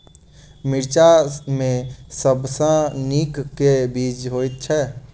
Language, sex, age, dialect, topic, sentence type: Maithili, male, 18-24, Southern/Standard, agriculture, question